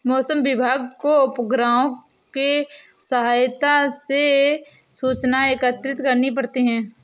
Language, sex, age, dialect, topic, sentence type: Hindi, female, 46-50, Awadhi Bundeli, agriculture, statement